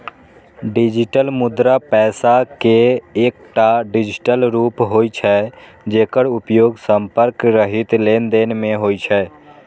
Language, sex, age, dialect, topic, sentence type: Maithili, male, 18-24, Eastern / Thethi, banking, statement